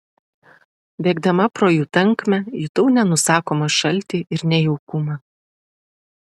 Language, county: Lithuanian, Šiauliai